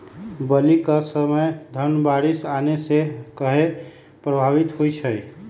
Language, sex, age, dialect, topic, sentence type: Magahi, female, 25-30, Western, agriculture, question